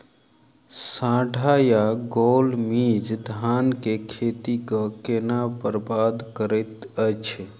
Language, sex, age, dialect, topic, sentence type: Maithili, male, 31-35, Southern/Standard, agriculture, question